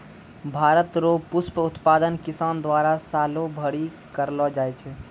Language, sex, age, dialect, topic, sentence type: Maithili, male, 18-24, Angika, agriculture, statement